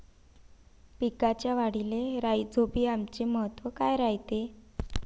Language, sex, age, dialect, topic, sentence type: Marathi, female, 25-30, Varhadi, agriculture, question